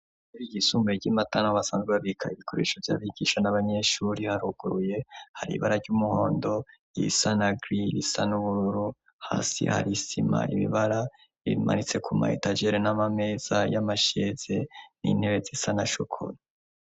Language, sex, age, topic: Rundi, male, 25-35, education